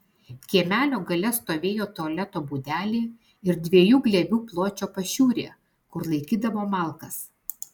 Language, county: Lithuanian, Alytus